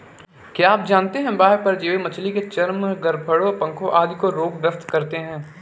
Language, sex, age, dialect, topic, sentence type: Hindi, male, 18-24, Marwari Dhudhari, agriculture, statement